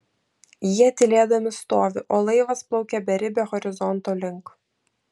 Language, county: Lithuanian, Vilnius